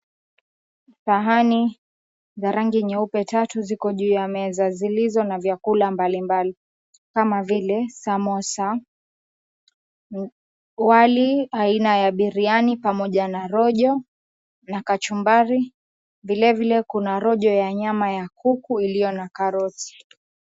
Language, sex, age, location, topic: Swahili, female, 25-35, Mombasa, agriculture